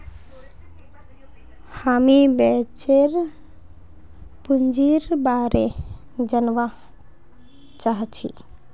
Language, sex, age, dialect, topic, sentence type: Magahi, female, 18-24, Northeastern/Surjapuri, banking, statement